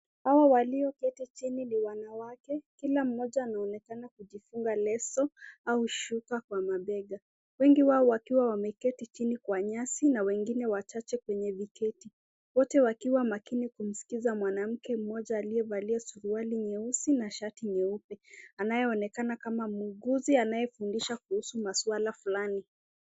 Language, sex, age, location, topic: Swahili, female, 25-35, Nakuru, health